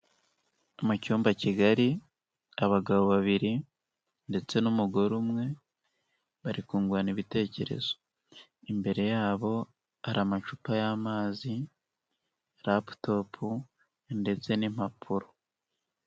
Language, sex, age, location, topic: Kinyarwanda, male, 18-24, Nyagatare, finance